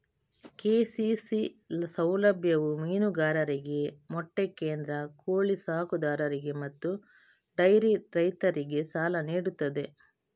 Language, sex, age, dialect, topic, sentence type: Kannada, female, 56-60, Coastal/Dakshin, agriculture, statement